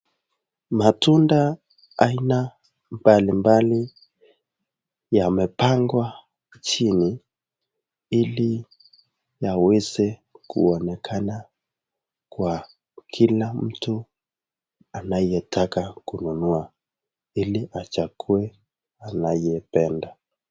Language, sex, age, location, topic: Swahili, male, 18-24, Nakuru, finance